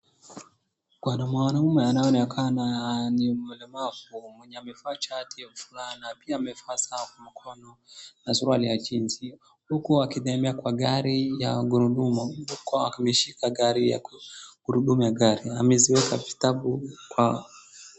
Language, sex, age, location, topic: Swahili, male, 25-35, Wajir, education